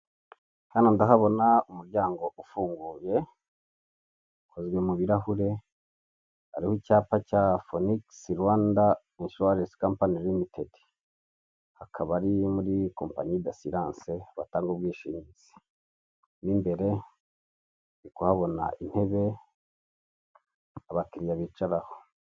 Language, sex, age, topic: Kinyarwanda, male, 18-24, finance